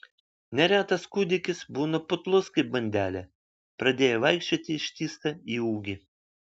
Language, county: Lithuanian, Vilnius